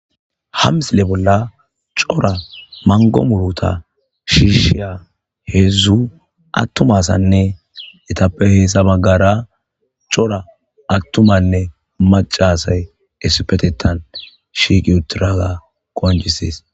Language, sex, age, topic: Gamo, male, 25-35, agriculture